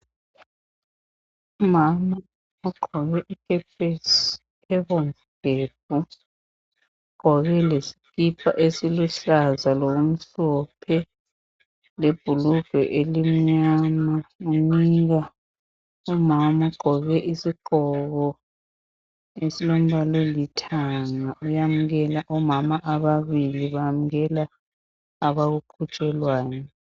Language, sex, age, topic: North Ndebele, female, 50+, health